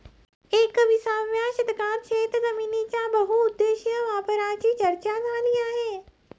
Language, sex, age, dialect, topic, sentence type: Marathi, female, 36-40, Standard Marathi, agriculture, statement